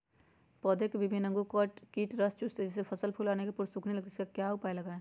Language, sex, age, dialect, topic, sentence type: Magahi, male, 31-35, Western, agriculture, question